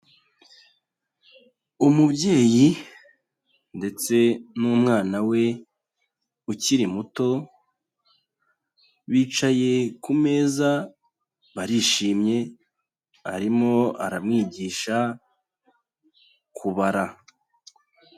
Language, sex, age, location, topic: Kinyarwanda, male, 25-35, Huye, health